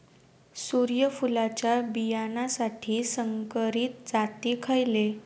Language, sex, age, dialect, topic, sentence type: Marathi, female, 18-24, Southern Konkan, agriculture, question